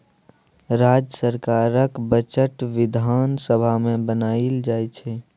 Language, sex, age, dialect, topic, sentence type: Maithili, male, 18-24, Bajjika, banking, statement